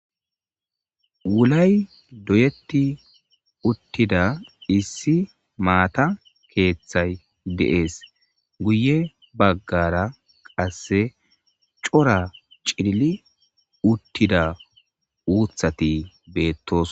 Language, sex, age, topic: Gamo, male, 25-35, government